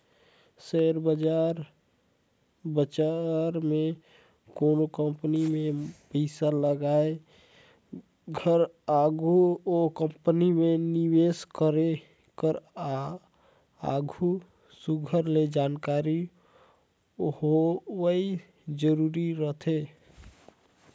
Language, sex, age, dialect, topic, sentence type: Chhattisgarhi, male, 18-24, Northern/Bhandar, banking, statement